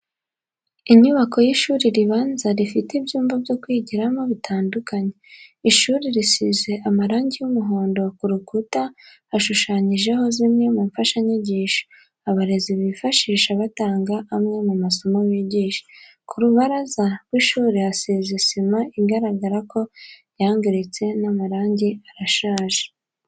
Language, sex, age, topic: Kinyarwanda, female, 18-24, education